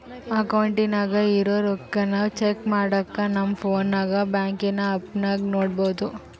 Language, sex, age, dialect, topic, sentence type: Kannada, female, 36-40, Central, banking, statement